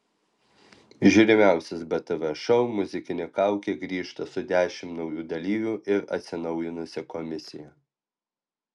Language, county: Lithuanian, Alytus